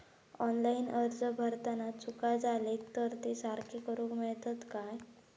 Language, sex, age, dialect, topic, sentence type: Marathi, female, 18-24, Southern Konkan, banking, question